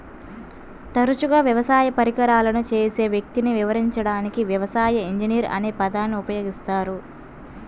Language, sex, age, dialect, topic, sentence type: Telugu, female, 18-24, Central/Coastal, agriculture, statement